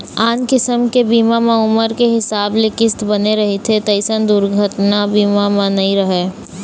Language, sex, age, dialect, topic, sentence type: Chhattisgarhi, female, 18-24, Eastern, banking, statement